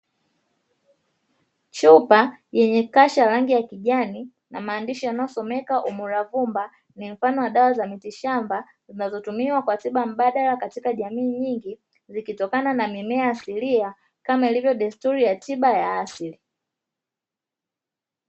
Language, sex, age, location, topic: Swahili, female, 25-35, Dar es Salaam, health